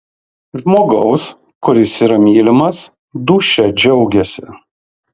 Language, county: Lithuanian, Kaunas